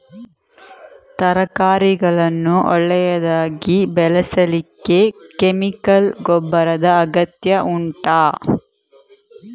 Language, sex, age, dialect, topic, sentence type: Kannada, female, 60-100, Coastal/Dakshin, agriculture, question